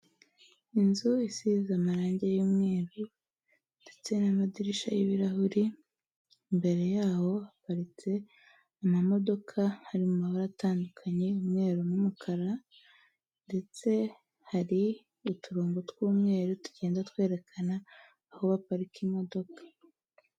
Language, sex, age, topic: Kinyarwanda, female, 18-24, finance